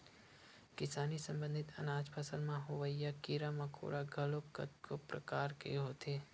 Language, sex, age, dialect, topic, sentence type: Chhattisgarhi, male, 18-24, Western/Budati/Khatahi, agriculture, statement